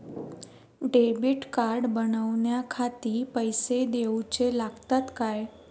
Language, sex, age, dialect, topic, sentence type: Marathi, female, 18-24, Southern Konkan, banking, question